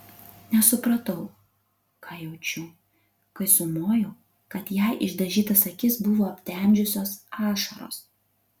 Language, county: Lithuanian, Utena